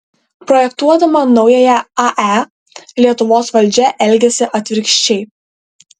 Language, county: Lithuanian, Kaunas